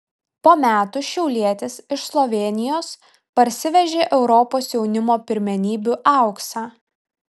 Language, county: Lithuanian, Vilnius